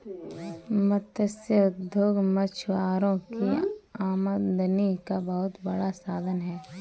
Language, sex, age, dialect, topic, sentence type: Hindi, female, 25-30, Kanauji Braj Bhasha, agriculture, statement